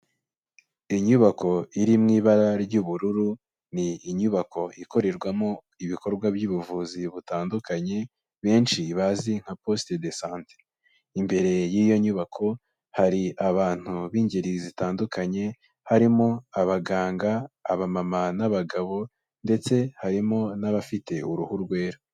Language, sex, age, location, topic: Kinyarwanda, male, 18-24, Kigali, health